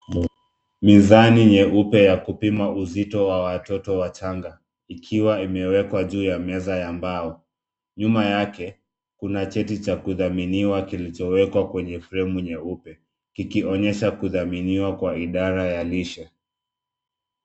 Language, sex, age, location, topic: Swahili, male, 25-35, Nairobi, health